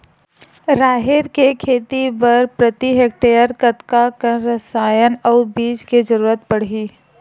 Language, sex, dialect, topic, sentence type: Chhattisgarhi, female, Western/Budati/Khatahi, agriculture, question